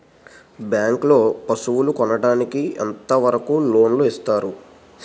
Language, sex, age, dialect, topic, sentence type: Telugu, male, 18-24, Utterandhra, agriculture, question